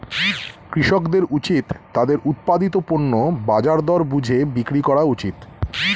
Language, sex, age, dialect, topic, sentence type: Bengali, male, 36-40, Standard Colloquial, agriculture, statement